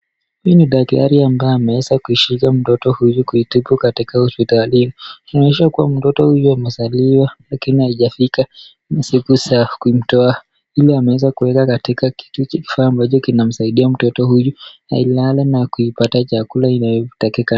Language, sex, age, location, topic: Swahili, male, 25-35, Nakuru, health